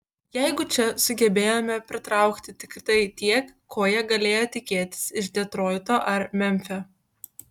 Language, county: Lithuanian, Kaunas